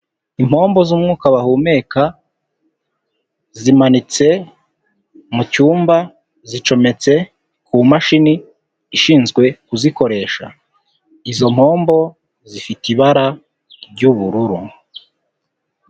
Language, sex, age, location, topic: Kinyarwanda, male, 18-24, Huye, health